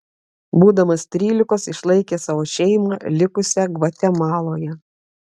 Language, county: Lithuanian, Klaipėda